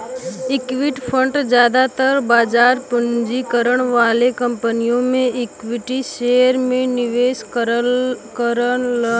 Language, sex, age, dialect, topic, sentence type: Bhojpuri, female, 18-24, Western, banking, statement